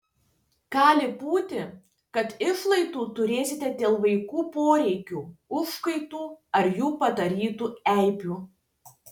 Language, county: Lithuanian, Tauragė